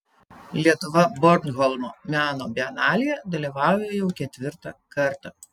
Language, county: Lithuanian, Telšiai